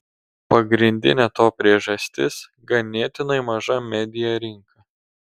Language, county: Lithuanian, Telšiai